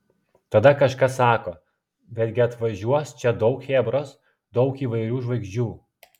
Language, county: Lithuanian, Klaipėda